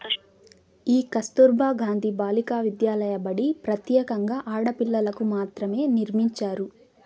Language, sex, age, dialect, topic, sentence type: Telugu, female, 18-24, Southern, banking, statement